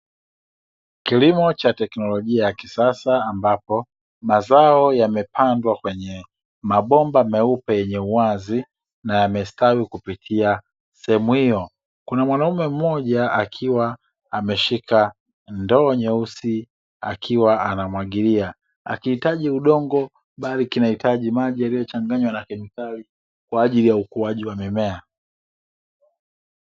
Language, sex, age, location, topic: Swahili, male, 25-35, Dar es Salaam, agriculture